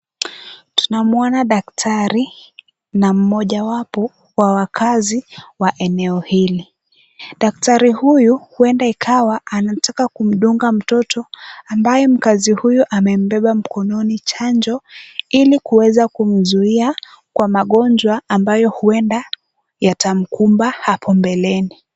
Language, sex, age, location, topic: Swahili, female, 18-24, Kisumu, health